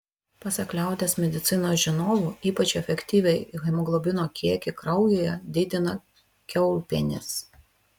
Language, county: Lithuanian, Vilnius